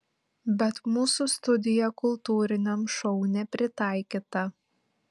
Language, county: Lithuanian, Panevėžys